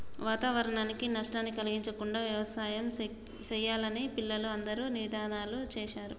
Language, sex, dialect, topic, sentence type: Telugu, male, Telangana, agriculture, statement